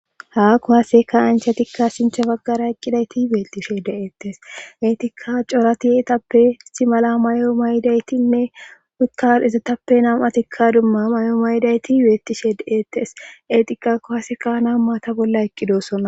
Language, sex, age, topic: Gamo, male, 18-24, government